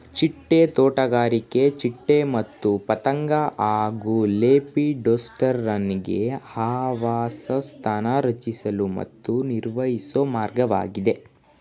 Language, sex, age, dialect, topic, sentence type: Kannada, male, 18-24, Mysore Kannada, agriculture, statement